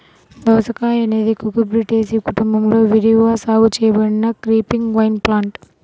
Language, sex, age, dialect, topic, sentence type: Telugu, female, 25-30, Central/Coastal, agriculture, statement